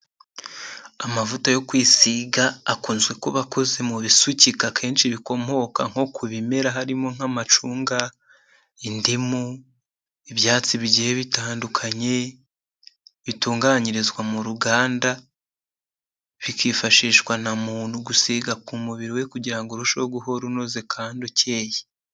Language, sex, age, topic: Kinyarwanda, male, 18-24, health